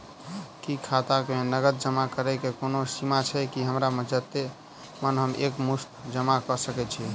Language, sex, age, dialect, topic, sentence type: Maithili, male, 31-35, Southern/Standard, banking, question